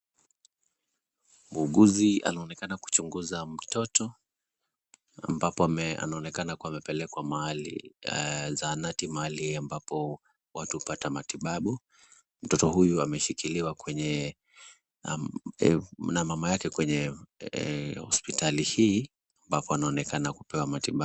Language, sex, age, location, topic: Swahili, male, 25-35, Kisumu, health